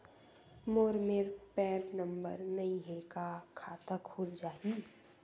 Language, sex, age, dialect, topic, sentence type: Chhattisgarhi, female, 18-24, Western/Budati/Khatahi, banking, question